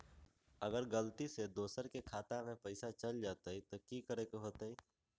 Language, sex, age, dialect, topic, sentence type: Magahi, male, 18-24, Western, banking, question